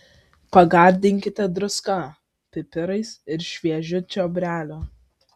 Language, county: Lithuanian, Vilnius